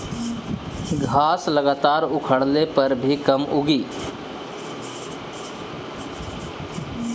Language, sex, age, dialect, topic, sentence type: Bhojpuri, male, 25-30, Northern, agriculture, statement